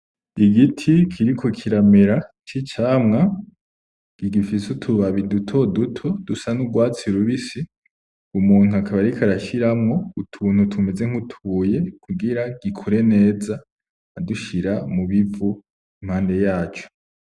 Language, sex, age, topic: Rundi, male, 18-24, agriculture